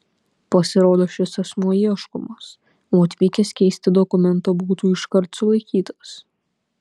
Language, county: Lithuanian, Panevėžys